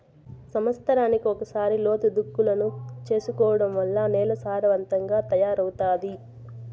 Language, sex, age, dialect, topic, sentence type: Telugu, female, 18-24, Southern, agriculture, statement